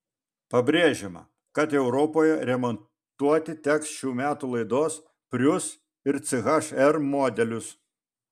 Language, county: Lithuanian, Vilnius